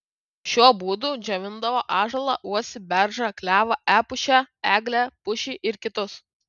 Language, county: Lithuanian, Kaunas